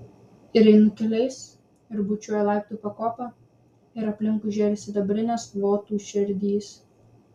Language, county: Lithuanian, Vilnius